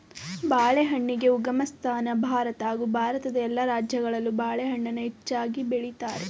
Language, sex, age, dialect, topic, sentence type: Kannada, female, 18-24, Mysore Kannada, agriculture, statement